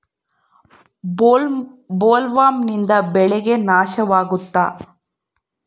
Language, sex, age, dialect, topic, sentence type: Kannada, female, 25-30, Central, agriculture, question